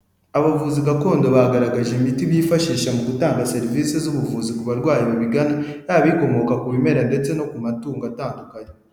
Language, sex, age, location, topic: Kinyarwanda, male, 18-24, Kigali, health